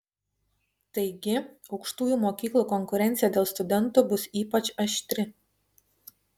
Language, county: Lithuanian, Vilnius